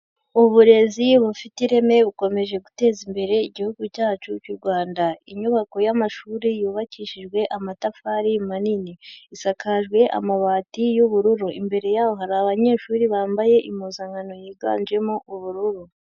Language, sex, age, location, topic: Kinyarwanda, female, 18-24, Huye, education